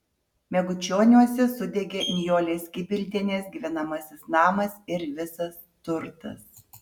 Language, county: Lithuanian, Utena